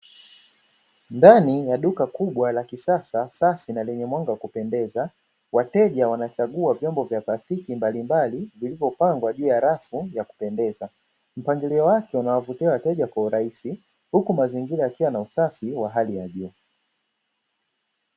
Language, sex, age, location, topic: Swahili, male, 25-35, Dar es Salaam, finance